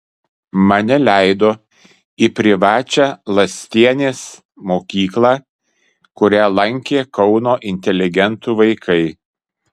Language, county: Lithuanian, Kaunas